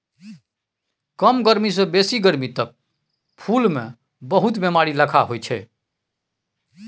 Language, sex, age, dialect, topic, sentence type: Maithili, male, 51-55, Bajjika, agriculture, statement